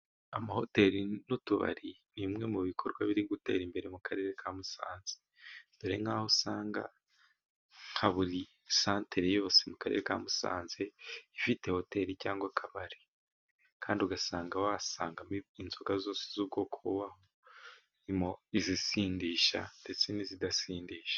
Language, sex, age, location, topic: Kinyarwanda, male, 18-24, Musanze, finance